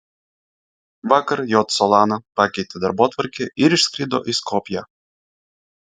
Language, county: Lithuanian, Vilnius